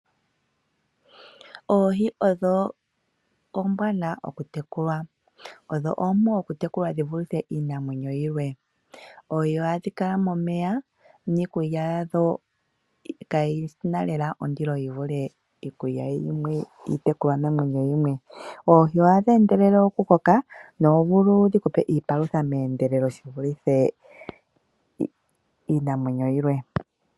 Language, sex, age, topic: Oshiwambo, female, 25-35, agriculture